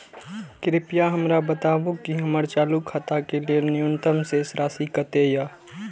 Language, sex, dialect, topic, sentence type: Maithili, male, Eastern / Thethi, banking, statement